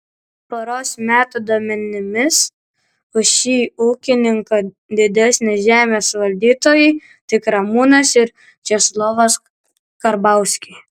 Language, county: Lithuanian, Kaunas